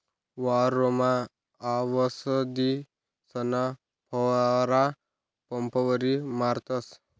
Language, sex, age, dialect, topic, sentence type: Marathi, male, 18-24, Northern Konkan, agriculture, statement